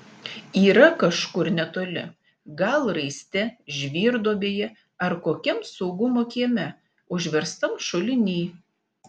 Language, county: Lithuanian, Panevėžys